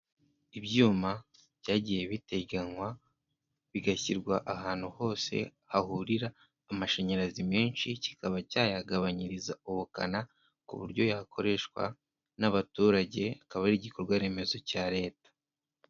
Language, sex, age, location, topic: Kinyarwanda, male, 18-24, Kigali, government